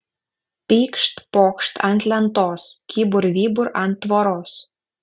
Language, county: Lithuanian, Kaunas